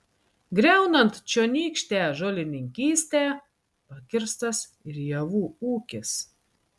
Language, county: Lithuanian, Klaipėda